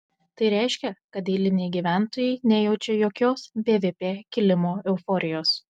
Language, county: Lithuanian, Telšiai